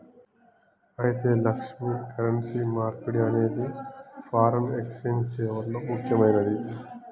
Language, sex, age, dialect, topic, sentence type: Telugu, male, 31-35, Telangana, banking, statement